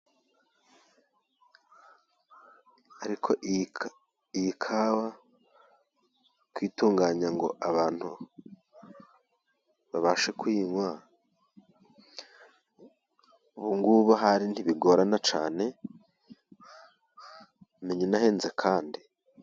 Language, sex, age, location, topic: Kinyarwanda, male, 36-49, Musanze, agriculture